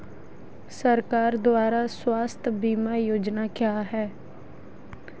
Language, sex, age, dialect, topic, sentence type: Hindi, female, 18-24, Marwari Dhudhari, banking, question